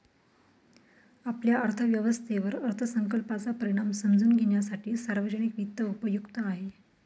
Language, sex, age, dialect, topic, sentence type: Marathi, female, 31-35, Northern Konkan, banking, statement